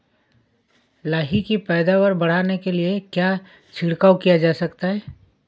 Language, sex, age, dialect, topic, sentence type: Hindi, male, 31-35, Awadhi Bundeli, agriculture, question